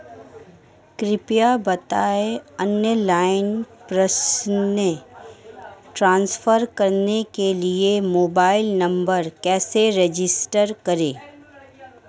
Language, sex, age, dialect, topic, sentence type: Hindi, female, 31-35, Marwari Dhudhari, banking, question